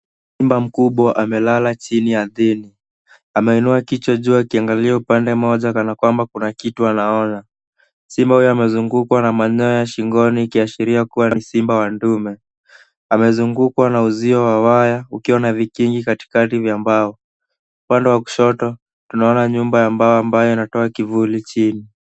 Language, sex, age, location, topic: Swahili, male, 18-24, Nairobi, government